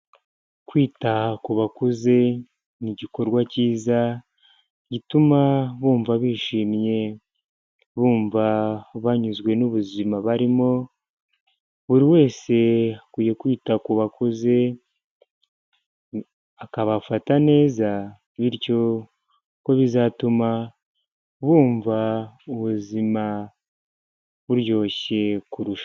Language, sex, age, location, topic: Kinyarwanda, male, 25-35, Huye, health